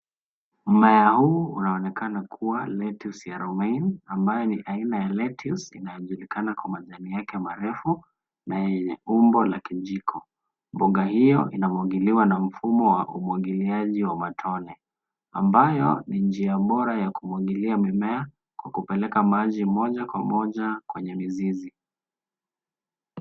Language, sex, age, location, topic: Swahili, male, 18-24, Nairobi, agriculture